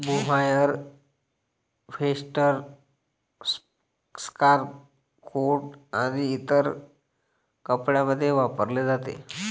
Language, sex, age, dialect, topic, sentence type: Marathi, male, 25-30, Varhadi, agriculture, statement